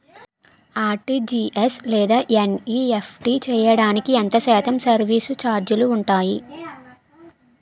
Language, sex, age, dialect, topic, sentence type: Telugu, female, 18-24, Utterandhra, banking, question